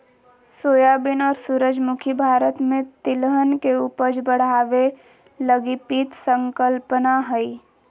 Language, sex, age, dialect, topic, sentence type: Magahi, female, 25-30, Southern, agriculture, statement